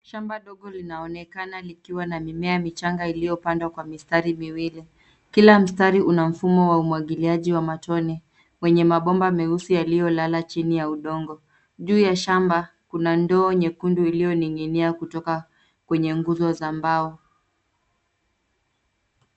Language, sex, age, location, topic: Swahili, female, 25-35, Nairobi, agriculture